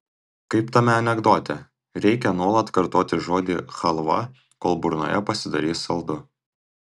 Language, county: Lithuanian, Tauragė